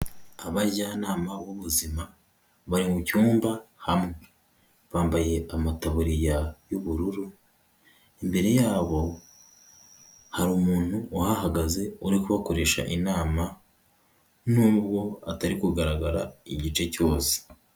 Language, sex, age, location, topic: Kinyarwanda, male, 18-24, Huye, health